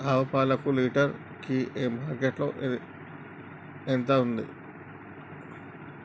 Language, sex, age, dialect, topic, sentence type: Telugu, male, 36-40, Telangana, agriculture, question